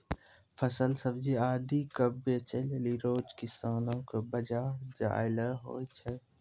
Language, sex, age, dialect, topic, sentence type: Maithili, male, 18-24, Angika, agriculture, statement